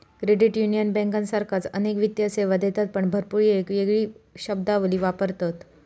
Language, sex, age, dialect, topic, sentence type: Marathi, female, 18-24, Southern Konkan, banking, statement